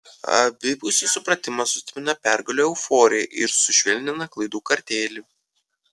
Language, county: Lithuanian, Kaunas